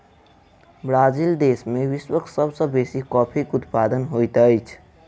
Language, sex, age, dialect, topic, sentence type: Maithili, male, 18-24, Southern/Standard, agriculture, statement